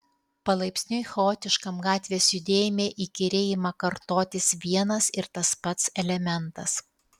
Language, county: Lithuanian, Alytus